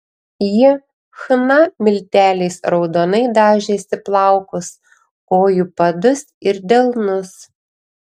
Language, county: Lithuanian, Panevėžys